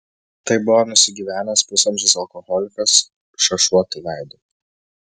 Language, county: Lithuanian, Vilnius